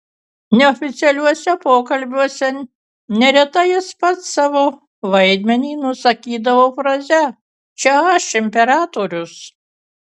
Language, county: Lithuanian, Kaunas